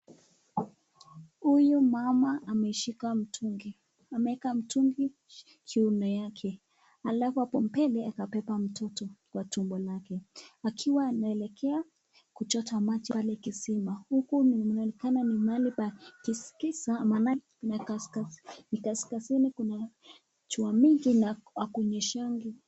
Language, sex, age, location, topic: Swahili, male, 25-35, Nakuru, health